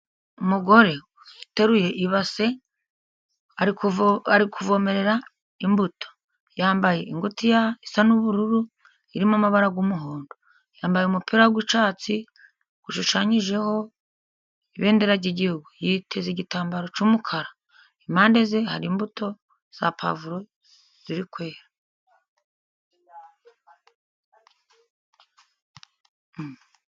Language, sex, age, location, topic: Kinyarwanda, female, 50+, Musanze, agriculture